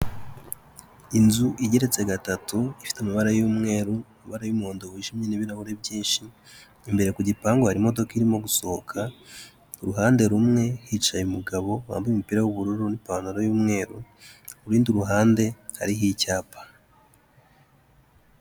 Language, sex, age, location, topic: Kinyarwanda, male, 18-24, Kigali, health